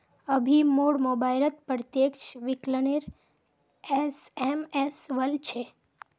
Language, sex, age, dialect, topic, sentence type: Magahi, female, 18-24, Northeastern/Surjapuri, banking, statement